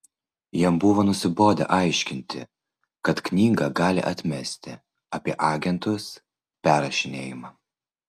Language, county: Lithuanian, Vilnius